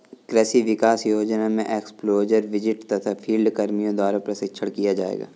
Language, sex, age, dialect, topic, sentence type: Hindi, male, 25-30, Kanauji Braj Bhasha, agriculture, statement